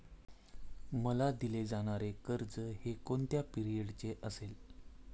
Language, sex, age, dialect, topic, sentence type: Marathi, male, 25-30, Standard Marathi, banking, question